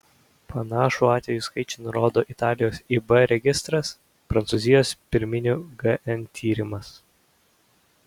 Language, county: Lithuanian, Vilnius